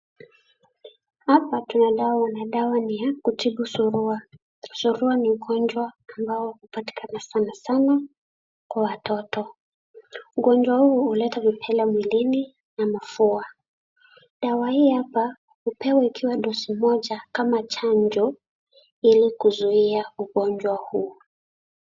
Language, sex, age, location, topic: Swahili, female, 18-24, Kisii, health